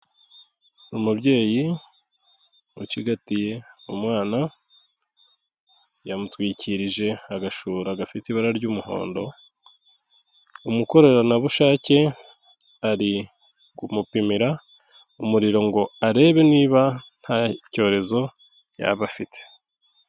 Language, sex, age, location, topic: Kinyarwanda, male, 36-49, Kigali, health